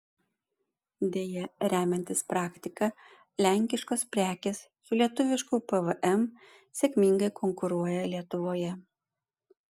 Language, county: Lithuanian, Panevėžys